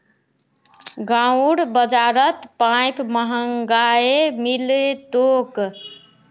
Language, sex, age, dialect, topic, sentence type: Magahi, female, 41-45, Northeastern/Surjapuri, agriculture, statement